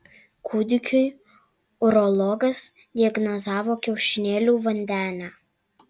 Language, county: Lithuanian, Alytus